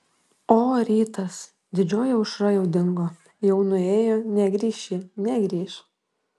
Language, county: Lithuanian, Šiauliai